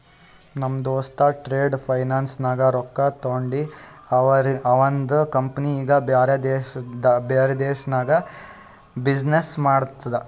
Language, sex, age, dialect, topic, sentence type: Kannada, male, 18-24, Northeastern, banking, statement